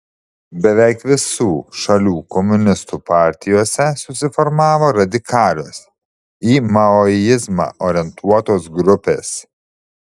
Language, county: Lithuanian, Šiauliai